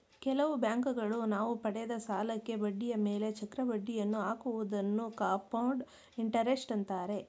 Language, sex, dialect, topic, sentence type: Kannada, female, Mysore Kannada, banking, statement